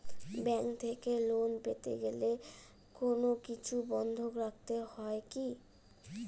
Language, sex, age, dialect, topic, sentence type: Bengali, female, 18-24, Rajbangshi, banking, question